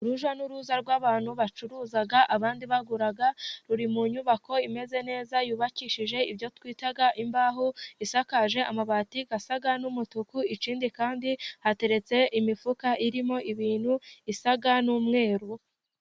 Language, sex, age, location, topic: Kinyarwanda, female, 25-35, Musanze, finance